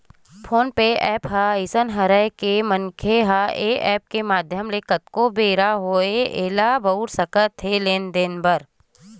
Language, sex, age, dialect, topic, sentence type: Chhattisgarhi, female, 31-35, Western/Budati/Khatahi, banking, statement